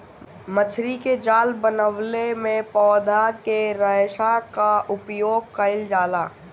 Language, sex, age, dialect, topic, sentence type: Bhojpuri, male, 60-100, Northern, agriculture, statement